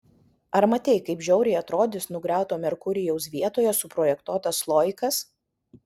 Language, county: Lithuanian, Vilnius